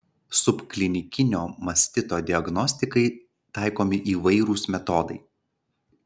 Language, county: Lithuanian, Klaipėda